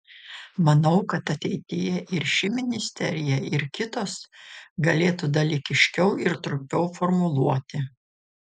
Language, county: Lithuanian, Šiauliai